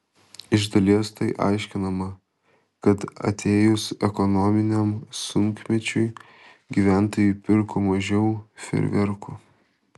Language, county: Lithuanian, Kaunas